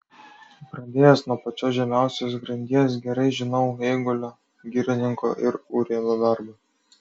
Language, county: Lithuanian, Kaunas